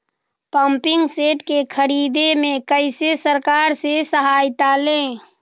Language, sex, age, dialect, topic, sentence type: Magahi, female, 36-40, Western, agriculture, question